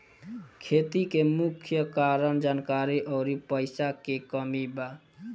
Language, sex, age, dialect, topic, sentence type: Bhojpuri, male, 18-24, Southern / Standard, agriculture, statement